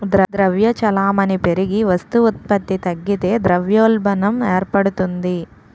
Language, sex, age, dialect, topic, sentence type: Telugu, female, 18-24, Utterandhra, banking, statement